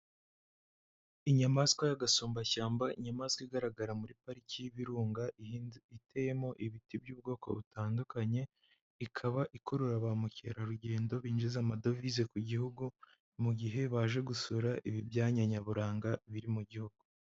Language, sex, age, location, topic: Kinyarwanda, male, 18-24, Huye, agriculture